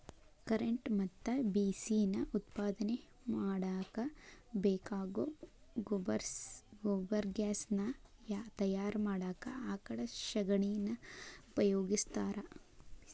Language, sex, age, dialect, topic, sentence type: Kannada, female, 18-24, Dharwad Kannada, agriculture, statement